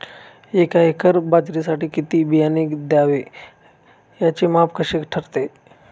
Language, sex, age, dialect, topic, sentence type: Marathi, male, 25-30, Northern Konkan, agriculture, question